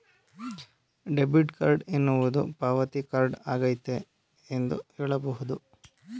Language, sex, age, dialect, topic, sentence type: Kannada, male, 25-30, Mysore Kannada, banking, statement